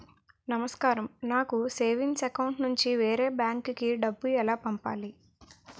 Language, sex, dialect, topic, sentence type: Telugu, female, Utterandhra, banking, question